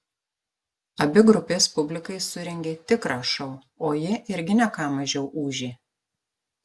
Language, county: Lithuanian, Marijampolė